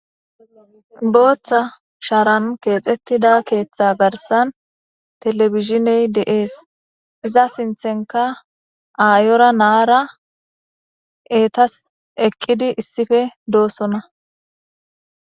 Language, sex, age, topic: Gamo, female, 18-24, government